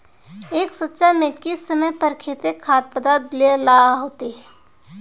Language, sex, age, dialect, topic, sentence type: Magahi, female, 18-24, Northeastern/Surjapuri, agriculture, question